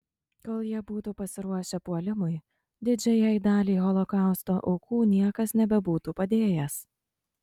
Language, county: Lithuanian, Kaunas